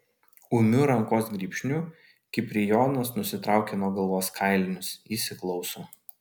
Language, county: Lithuanian, Vilnius